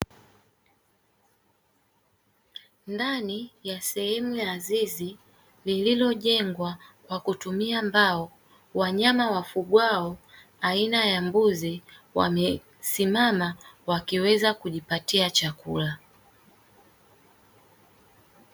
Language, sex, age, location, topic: Swahili, female, 18-24, Dar es Salaam, agriculture